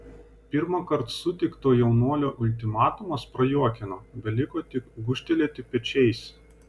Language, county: Lithuanian, Vilnius